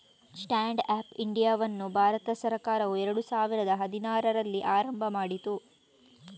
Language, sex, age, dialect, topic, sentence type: Kannada, female, 36-40, Coastal/Dakshin, banking, statement